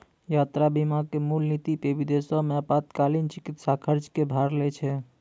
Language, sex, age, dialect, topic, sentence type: Maithili, male, 25-30, Angika, banking, statement